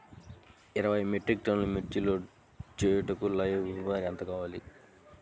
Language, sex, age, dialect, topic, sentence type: Telugu, male, 18-24, Central/Coastal, agriculture, question